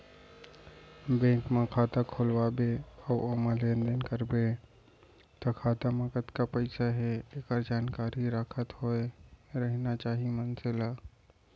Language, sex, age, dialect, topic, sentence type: Chhattisgarhi, male, 25-30, Central, banking, statement